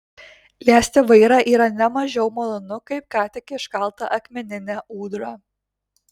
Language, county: Lithuanian, Kaunas